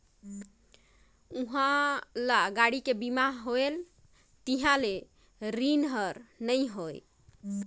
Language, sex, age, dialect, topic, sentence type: Chhattisgarhi, female, 25-30, Northern/Bhandar, banking, statement